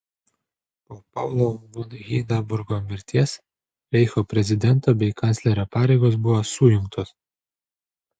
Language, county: Lithuanian, Panevėžys